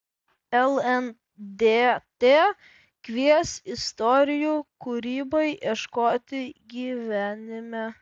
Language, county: Lithuanian, Vilnius